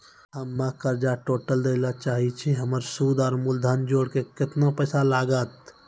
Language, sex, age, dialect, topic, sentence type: Maithili, male, 18-24, Angika, banking, question